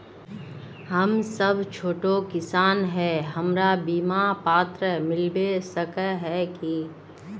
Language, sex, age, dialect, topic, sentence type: Magahi, female, 36-40, Northeastern/Surjapuri, agriculture, question